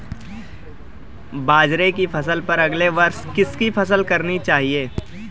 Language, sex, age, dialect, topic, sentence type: Hindi, male, 18-24, Marwari Dhudhari, agriculture, question